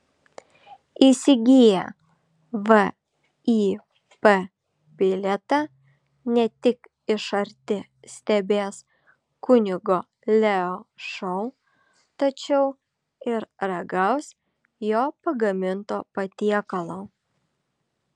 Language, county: Lithuanian, Šiauliai